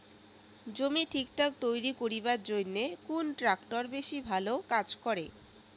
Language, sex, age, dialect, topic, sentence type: Bengali, female, 18-24, Rajbangshi, agriculture, question